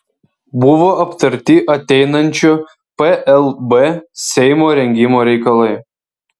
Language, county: Lithuanian, Vilnius